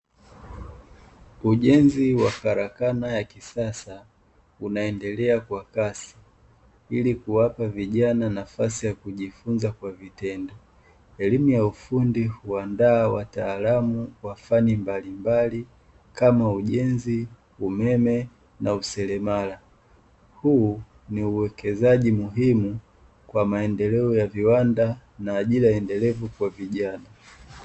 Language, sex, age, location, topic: Swahili, male, 18-24, Dar es Salaam, education